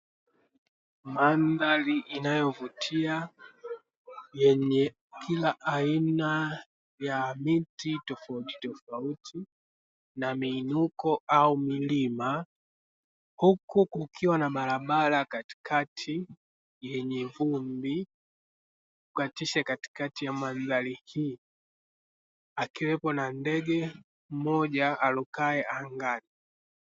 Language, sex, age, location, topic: Swahili, male, 18-24, Dar es Salaam, agriculture